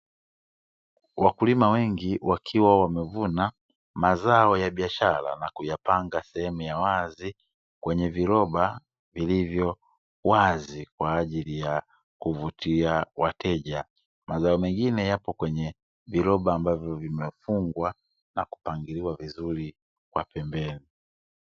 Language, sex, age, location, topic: Swahili, male, 25-35, Dar es Salaam, agriculture